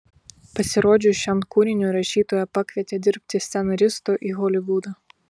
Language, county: Lithuanian, Vilnius